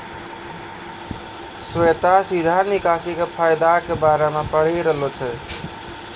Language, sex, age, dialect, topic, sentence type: Maithili, male, 18-24, Angika, banking, statement